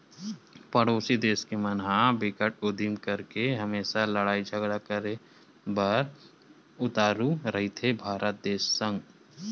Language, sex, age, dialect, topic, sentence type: Chhattisgarhi, male, 18-24, Western/Budati/Khatahi, banking, statement